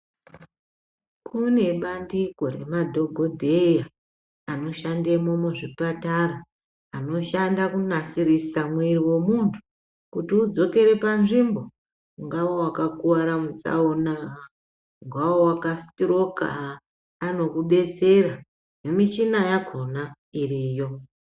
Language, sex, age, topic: Ndau, female, 36-49, health